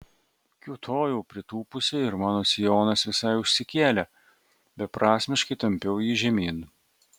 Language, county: Lithuanian, Vilnius